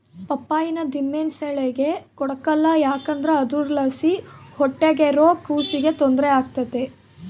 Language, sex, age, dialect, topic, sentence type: Kannada, female, 18-24, Central, agriculture, statement